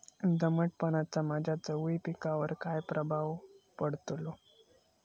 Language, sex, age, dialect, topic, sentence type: Marathi, male, 18-24, Southern Konkan, agriculture, question